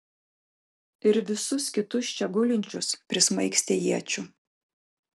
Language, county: Lithuanian, Kaunas